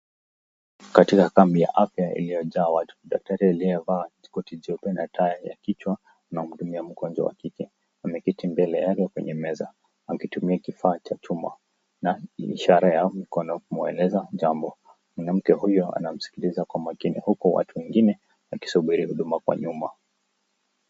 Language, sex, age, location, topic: Swahili, male, 25-35, Nakuru, health